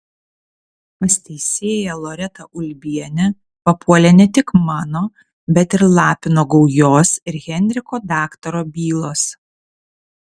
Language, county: Lithuanian, Vilnius